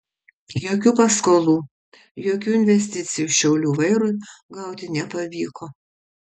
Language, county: Lithuanian, Kaunas